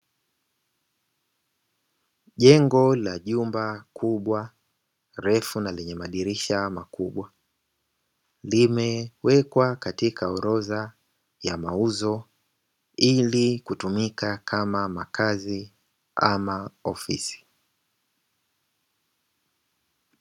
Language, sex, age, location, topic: Swahili, male, 25-35, Dar es Salaam, finance